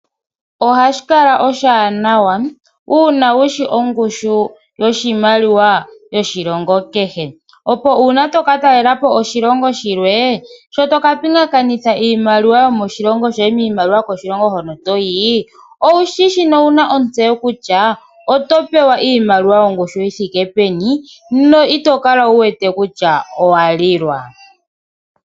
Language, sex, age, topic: Oshiwambo, male, 25-35, finance